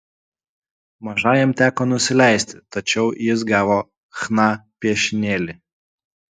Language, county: Lithuanian, Kaunas